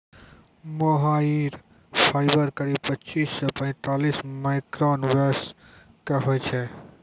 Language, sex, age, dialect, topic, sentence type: Maithili, male, 18-24, Angika, agriculture, statement